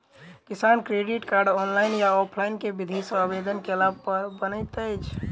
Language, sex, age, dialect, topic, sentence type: Maithili, male, 18-24, Southern/Standard, banking, question